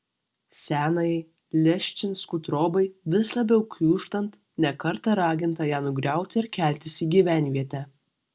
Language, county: Lithuanian, Alytus